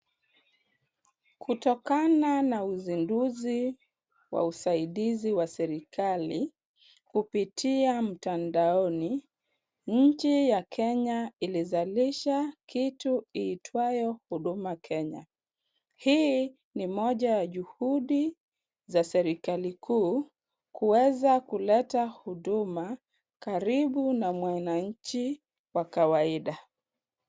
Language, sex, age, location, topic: Swahili, female, 25-35, Kisumu, government